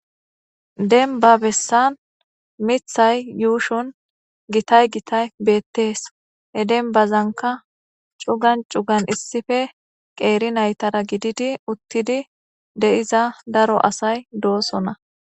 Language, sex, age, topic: Gamo, female, 18-24, government